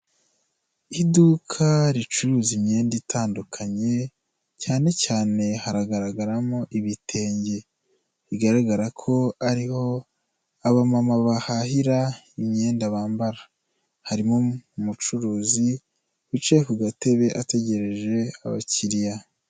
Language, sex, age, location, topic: Kinyarwanda, female, 25-35, Nyagatare, finance